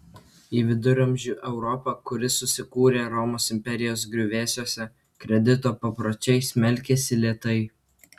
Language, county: Lithuanian, Kaunas